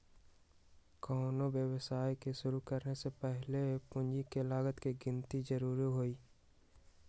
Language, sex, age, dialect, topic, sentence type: Magahi, male, 60-100, Western, banking, statement